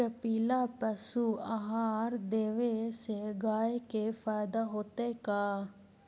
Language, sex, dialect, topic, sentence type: Magahi, female, Central/Standard, agriculture, question